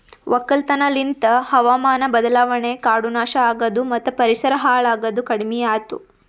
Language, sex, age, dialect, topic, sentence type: Kannada, female, 18-24, Northeastern, agriculture, statement